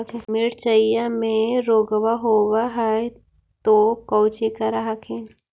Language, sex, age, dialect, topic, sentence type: Magahi, female, 56-60, Central/Standard, agriculture, question